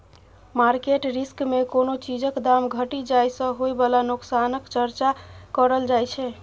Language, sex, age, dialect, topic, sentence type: Maithili, female, 18-24, Bajjika, banking, statement